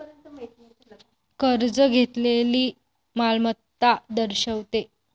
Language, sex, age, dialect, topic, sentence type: Marathi, female, 18-24, Varhadi, banking, statement